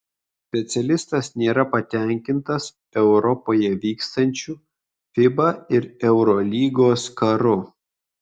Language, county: Lithuanian, Kaunas